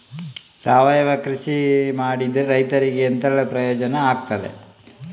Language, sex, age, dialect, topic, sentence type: Kannada, male, 18-24, Coastal/Dakshin, agriculture, question